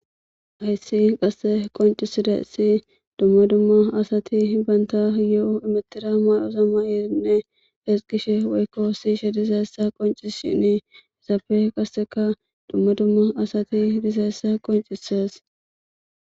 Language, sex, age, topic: Gamo, female, 18-24, government